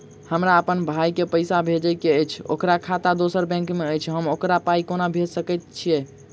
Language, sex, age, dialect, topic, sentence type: Maithili, male, 51-55, Southern/Standard, banking, question